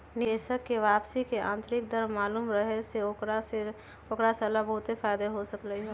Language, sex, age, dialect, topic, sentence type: Magahi, female, 31-35, Western, banking, statement